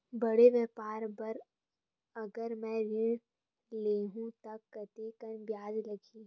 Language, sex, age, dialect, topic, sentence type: Chhattisgarhi, female, 18-24, Western/Budati/Khatahi, banking, question